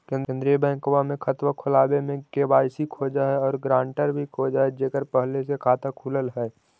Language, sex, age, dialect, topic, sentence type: Magahi, male, 18-24, Central/Standard, banking, question